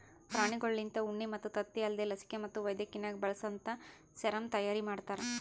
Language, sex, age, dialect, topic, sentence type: Kannada, male, 25-30, Northeastern, agriculture, statement